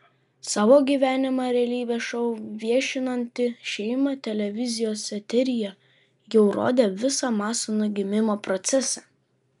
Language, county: Lithuanian, Vilnius